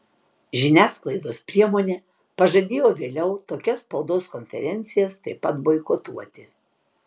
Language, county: Lithuanian, Tauragė